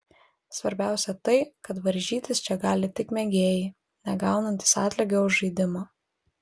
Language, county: Lithuanian, Vilnius